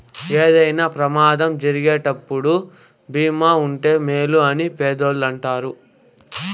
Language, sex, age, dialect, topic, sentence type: Telugu, male, 18-24, Southern, banking, statement